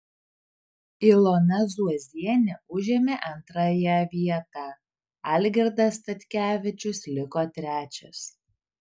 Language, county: Lithuanian, Vilnius